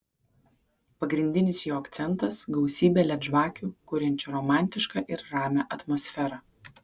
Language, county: Lithuanian, Kaunas